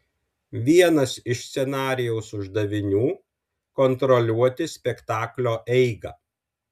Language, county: Lithuanian, Alytus